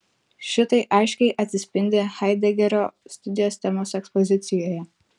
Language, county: Lithuanian, Telšiai